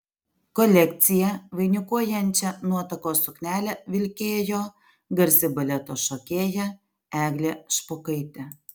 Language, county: Lithuanian, Alytus